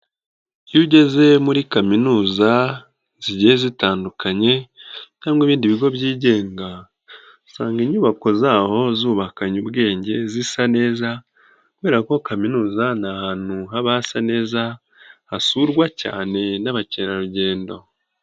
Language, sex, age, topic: Kinyarwanda, male, 18-24, education